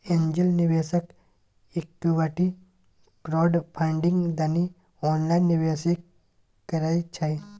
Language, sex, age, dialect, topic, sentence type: Maithili, male, 18-24, Bajjika, banking, statement